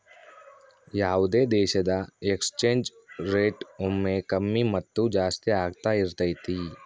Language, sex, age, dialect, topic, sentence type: Kannada, male, 18-24, Central, banking, statement